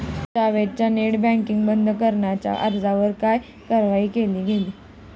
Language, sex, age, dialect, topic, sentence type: Marathi, female, 18-24, Standard Marathi, banking, statement